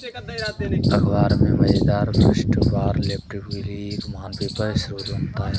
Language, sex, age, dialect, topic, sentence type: Hindi, male, 25-30, Kanauji Braj Bhasha, agriculture, statement